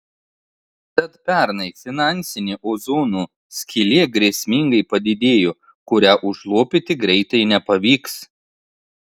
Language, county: Lithuanian, Tauragė